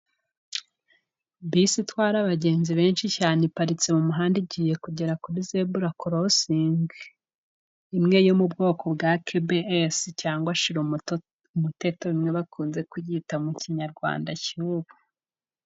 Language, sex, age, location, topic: Kinyarwanda, female, 18-24, Musanze, government